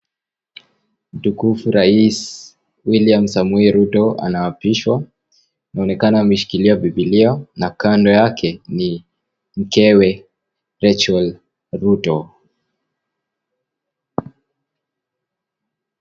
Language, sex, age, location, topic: Swahili, male, 18-24, Kisii, government